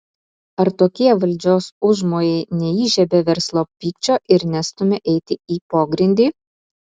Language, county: Lithuanian, Utena